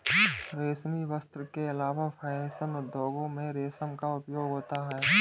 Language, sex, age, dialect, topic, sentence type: Hindi, male, 25-30, Marwari Dhudhari, agriculture, statement